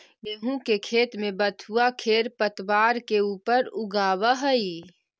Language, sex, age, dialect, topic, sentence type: Magahi, female, 18-24, Central/Standard, agriculture, statement